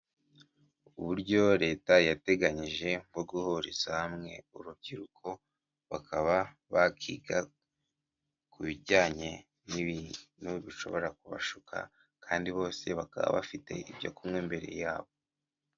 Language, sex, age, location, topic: Kinyarwanda, male, 18-24, Kigali, government